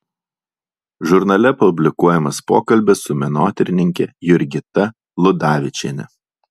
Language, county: Lithuanian, Alytus